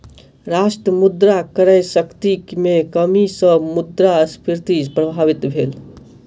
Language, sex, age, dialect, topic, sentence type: Maithili, male, 18-24, Southern/Standard, banking, statement